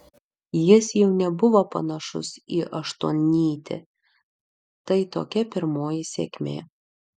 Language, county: Lithuanian, Vilnius